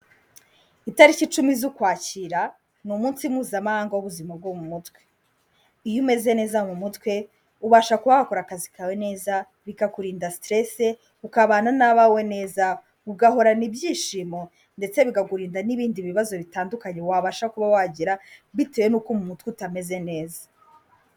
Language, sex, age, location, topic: Kinyarwanda, female, 18-24, Kigali, health